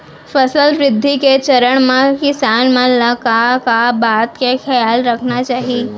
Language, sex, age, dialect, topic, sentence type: Chhattisgarhi, female, 18-24, Central, agriculture, question